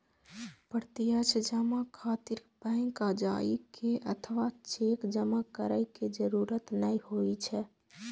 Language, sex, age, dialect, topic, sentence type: Maithili, female, 18-24, Eastern / Thethi, banking, statement